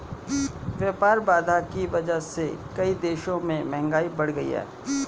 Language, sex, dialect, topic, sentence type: Hindi, male, Hindustani Malvi Khadi Boli, banking, statement